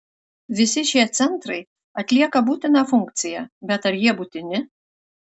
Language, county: Lithuanian, Šiauliai